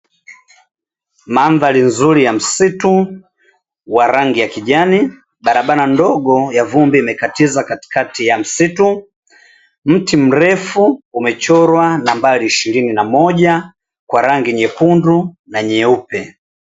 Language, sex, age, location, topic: Swahili, male, 25-35, Dar es Salaam, agriculture